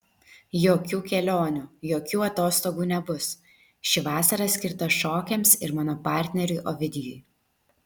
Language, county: Lithuanian, Vilnius